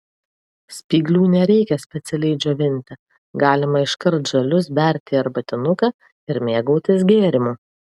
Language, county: Lithuanian, Vilnius